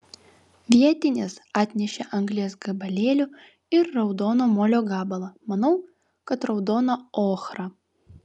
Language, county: Lithuanian, Vilnius